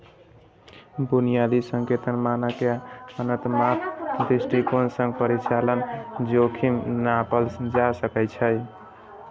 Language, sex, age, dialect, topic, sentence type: Maithili, male, 18-24, Eastern / Thethi, banking, statement